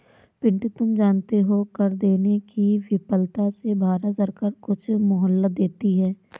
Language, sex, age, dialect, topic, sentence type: Hindi, female, 18-24, Awadhi Bundeli, banking, statement